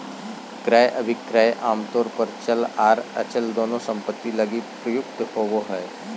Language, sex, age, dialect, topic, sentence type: Magahi, male, 36-40, Southern, banking, statement